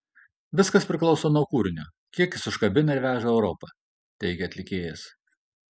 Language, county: Lithuanian, Kaunas